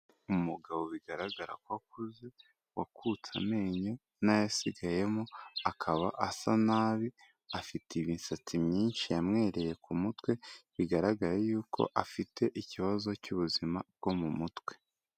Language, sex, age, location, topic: Kinyarwanda, male, 18-24, Kigali, health